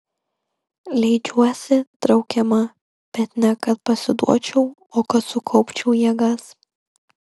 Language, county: Lithuanian, Kaunas